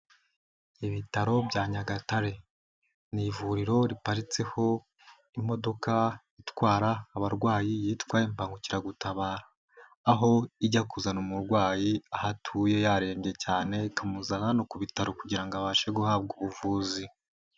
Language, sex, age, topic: Kinyarwanda, male, 18-24, government